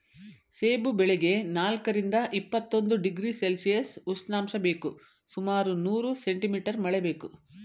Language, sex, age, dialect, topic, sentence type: Kannada, female, 51-55, Mysore Kannada, agriculture, statement